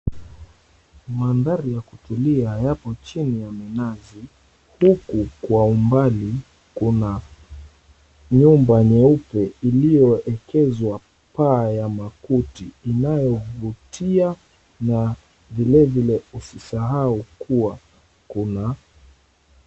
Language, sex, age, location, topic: Swahili, male, 25-35, Mombasa, agriculture